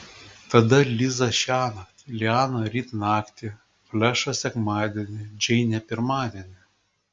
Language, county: Lithuanian, Klaipėda